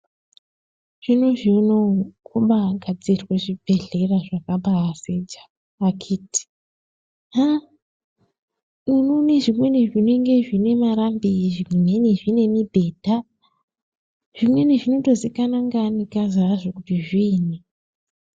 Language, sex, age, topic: Ndau, female, 25-35, health